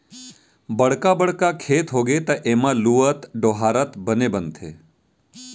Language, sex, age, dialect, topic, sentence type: Chhattisgarhi, male, 31-35, Central, agriculture, statement